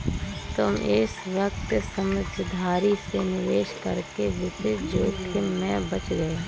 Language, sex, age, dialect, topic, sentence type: Hindi, female, 25-30, Kanauji Braj Bhasha, banking, statement